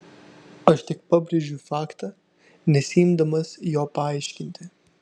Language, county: Lithuanian, Vilnius